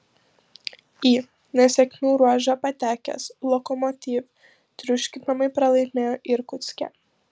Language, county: Lithuanian, Panevėžys